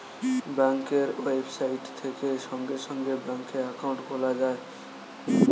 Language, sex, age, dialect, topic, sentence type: Bengali, male, 18-24, Standard Colloquial, banking, statement